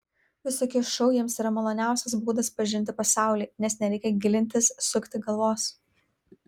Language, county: Lithuanian, Vilnius